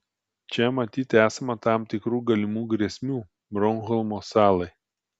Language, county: Lithuanian, Telšiai